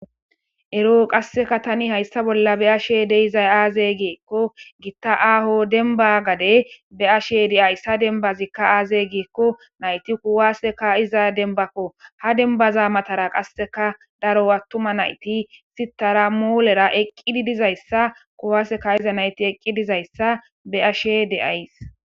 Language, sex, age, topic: Gamo, male, 18-24, government